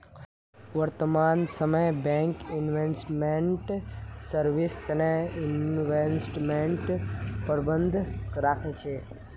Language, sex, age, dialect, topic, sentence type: Magahi, male, 18-24, Northeastern/Surjapuri, banking, statement